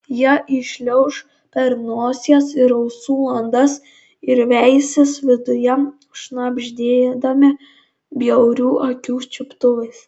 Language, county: Lithuanian, Kaunas